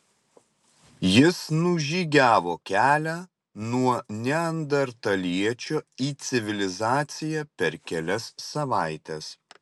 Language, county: Lithuanian, Utena